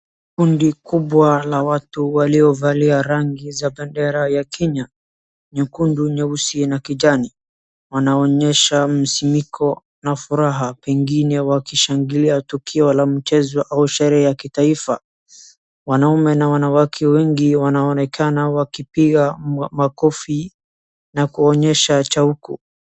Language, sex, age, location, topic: Swahili, male, 18-24, Wajir, government